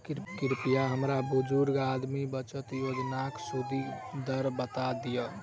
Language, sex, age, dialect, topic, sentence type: Maithili, male, 18-24, Southern/Standard, banking, statement